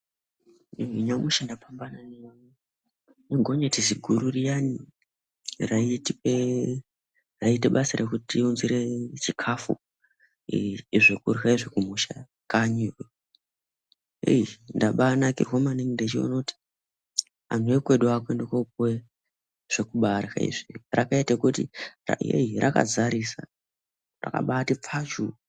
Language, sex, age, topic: Ndau, male, 18-24, health